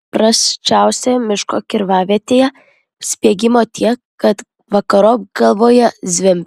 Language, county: Lithuanian, Vilnius